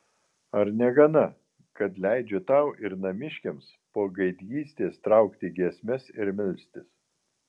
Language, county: Lithuanian, Vilnius